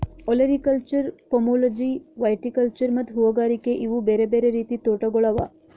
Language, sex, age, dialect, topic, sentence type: Kannada, female, 18-24, Northeastern, agriculture, statement